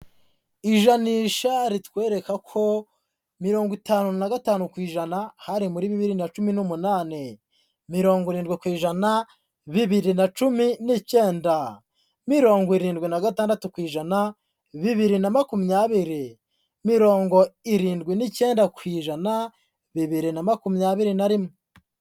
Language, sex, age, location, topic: Kinyarwanda, male, 25-35, Huye, health